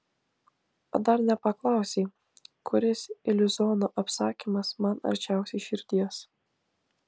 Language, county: Lithuanian, Klaipėda